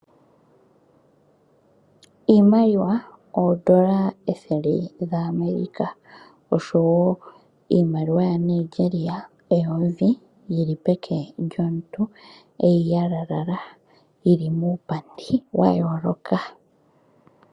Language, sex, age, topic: Oshiwambo, female, 25-35, finance